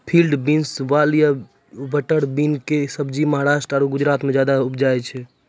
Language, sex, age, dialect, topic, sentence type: Maithili, male, 25-30, Angika, agriculture, statement